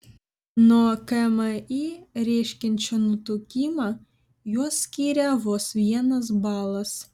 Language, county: Lithuanian, Vilnius